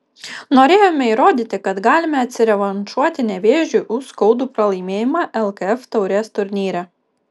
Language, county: Lithuanian, Kaunas